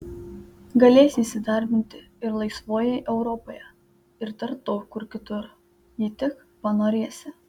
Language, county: Lithuanian, Panevėžys